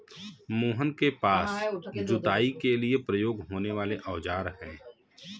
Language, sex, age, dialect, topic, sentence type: Hindi, male, 18-24, Kanauji Braj Bhasha, agriculture, statement